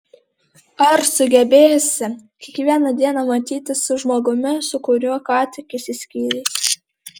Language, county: Lithuanian, Alytus